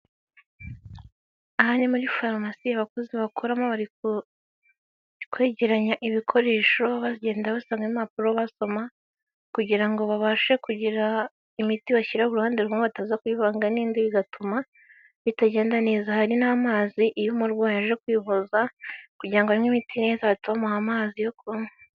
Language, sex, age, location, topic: Kinyarwanda, female, 25-35, Nyagatare, health